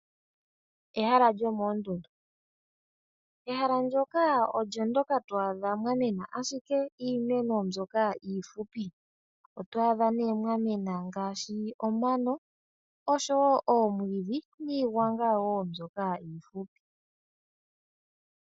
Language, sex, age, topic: Oshiwambo, female, 25-35, agriculture